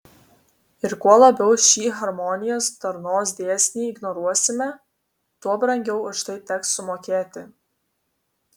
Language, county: Lithuanian, Vilnius